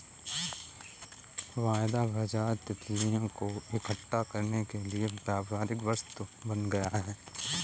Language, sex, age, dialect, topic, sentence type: Hindi, male, 18-24, Kanauji Braj Bhasha, banking, statement